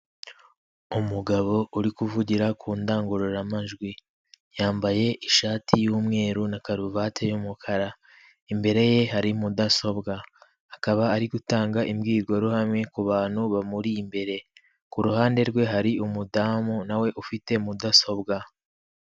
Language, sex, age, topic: Kinyarwanda, male, 25-35, finance